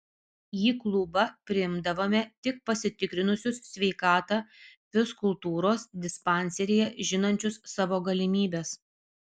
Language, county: Lithuanian, Vilnius